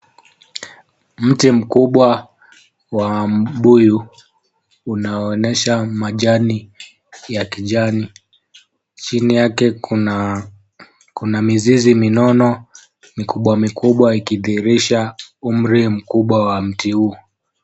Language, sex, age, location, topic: Swahili, male, 18-24, Mombasa, agriculture